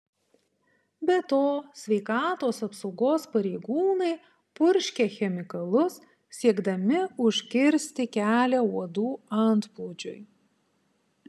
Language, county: Lithuanian, Panevėžys